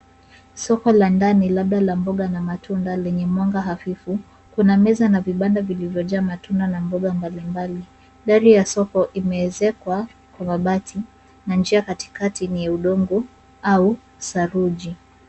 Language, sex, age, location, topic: Swahili, female, 36-49, Nairobi, finance